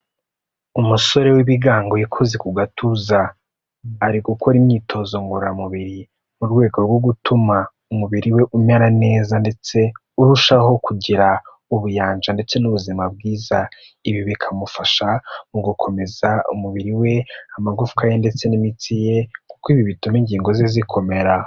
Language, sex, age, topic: Kinyarwanda, male, 18-24, health